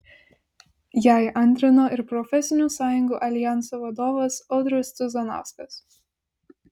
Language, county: Lithuanian, Vilnius